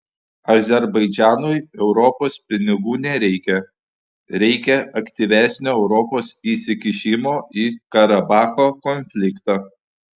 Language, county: Lithuanian, Panevėžys